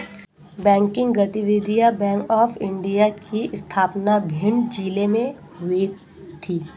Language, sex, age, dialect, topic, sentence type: Hindi, female, 25-30, Marwari Dhudhari, banking, statement